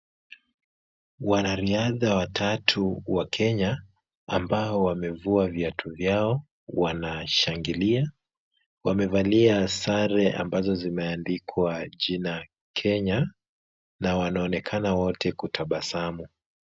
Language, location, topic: Swahili, Kisumu, government